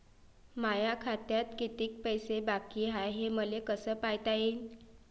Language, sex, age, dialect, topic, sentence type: Marathi, female, 25-30, Varhadi, banking, question